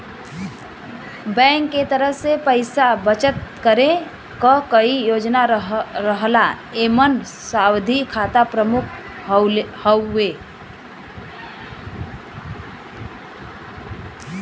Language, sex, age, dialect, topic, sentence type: Bhojpuri, female, 25-30, Western, banking, statement